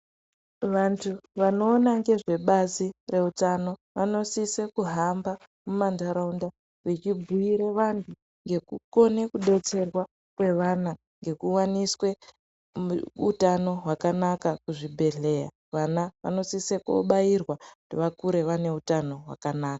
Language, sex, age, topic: Ndau, female, 18-24, health